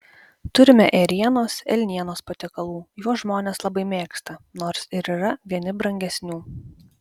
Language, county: Lithuanian, Vilnius